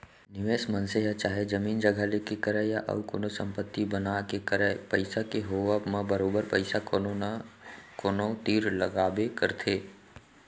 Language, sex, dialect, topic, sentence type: Chhattisgarhi, male, Central, banking, statement